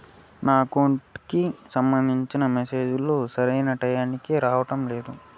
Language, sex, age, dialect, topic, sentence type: Telugu, male, 18-24, Southern, banking, question